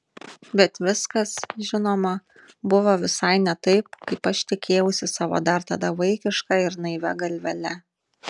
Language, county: Lithuanian, Šiauliai